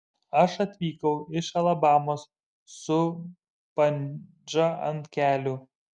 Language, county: Lithuanian, Šiauliai